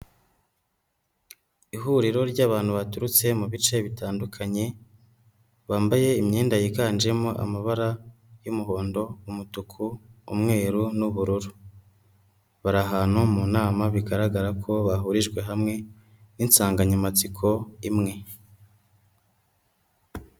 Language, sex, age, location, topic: Kinyarwanda, male, 18-24, Nyagatare, government